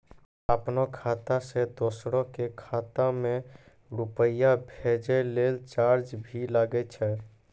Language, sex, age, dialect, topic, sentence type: Maithili, male, 25-30, Angika, banking, question